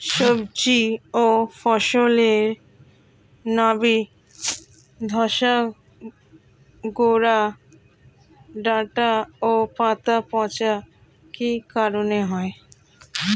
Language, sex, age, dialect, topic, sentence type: Bengali, female, <18, Standard Colloquial, agriculture, question